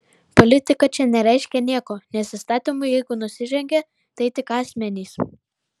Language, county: Lithuanian, Vilnius